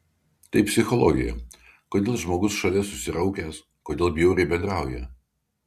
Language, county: Lithuanian, Kaunas